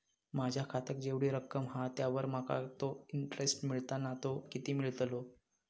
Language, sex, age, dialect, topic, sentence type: Marathi, male, 31-35, Southern Konkan, banking, question